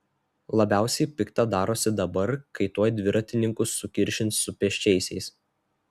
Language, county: Lithuanian, Telšiai